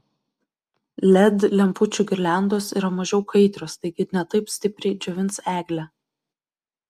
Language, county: Lithuanian, Vilnius